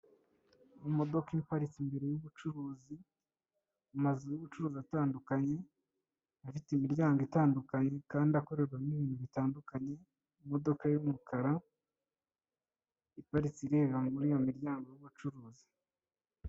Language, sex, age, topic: Kinyarwanda, male, 25-35, government